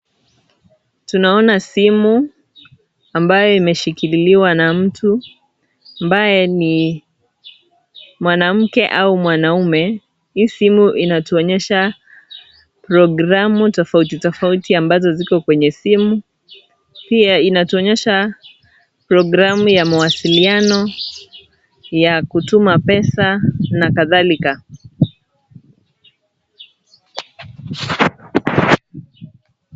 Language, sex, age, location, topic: Swahili, male, 18-24, Kisii, finance